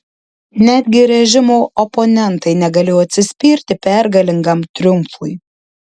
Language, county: Lithuanian, Marijampolė